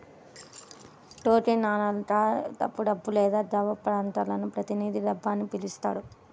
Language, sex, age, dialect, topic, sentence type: Telugu, female, 18-24, Central/Coastal, banking, statement